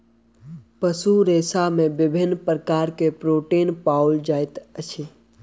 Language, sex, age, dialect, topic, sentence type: Maithili, male, 18-24, Southern/Standard, agriculture, statement